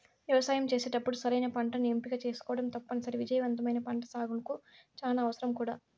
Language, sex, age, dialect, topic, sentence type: Telugu, female, 60-100, Southern, agriculture, statement